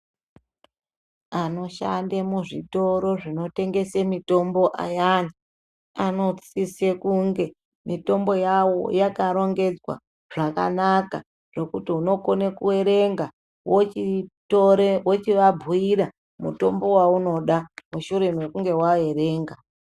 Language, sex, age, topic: Ndau, female, 36-49, health